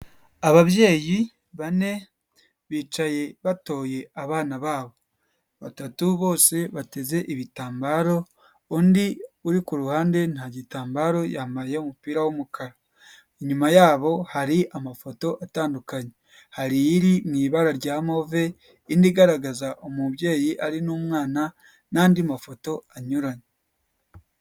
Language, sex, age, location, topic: Kinyarwanda, male, 25-35, Huye, health